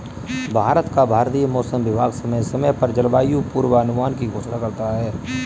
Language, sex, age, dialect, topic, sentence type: Hindi, male, 25-30, Kanauji Braj Bhasha, agriculture, statement